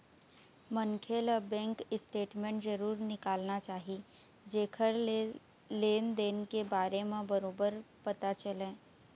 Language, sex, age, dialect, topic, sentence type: Chhattisgarhi, female, 18-24, Eastern, banking, statement